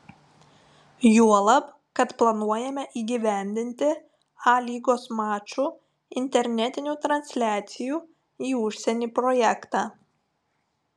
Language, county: Lithuanian, Telšiai